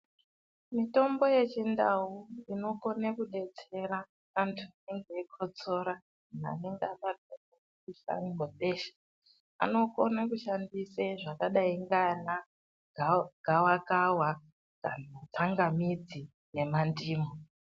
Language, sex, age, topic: Ndau, female, 18-24, health